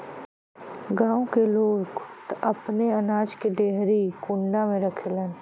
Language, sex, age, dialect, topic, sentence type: Bhojpuri, female, 25-30, Western, agriculture, statement